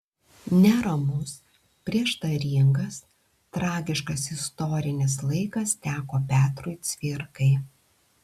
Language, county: Lithuanian, Klaipėda